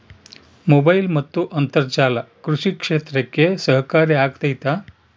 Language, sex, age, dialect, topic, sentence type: Kannada, male, 60-100, Central, agriculture, question